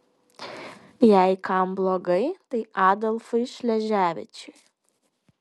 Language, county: Lithuanian, Kaunas